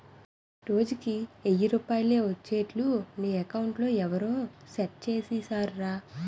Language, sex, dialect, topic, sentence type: Telugu, female, Utterandhra, banking, statement